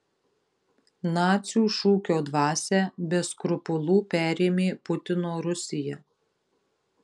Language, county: Lithuanian, Marijampolė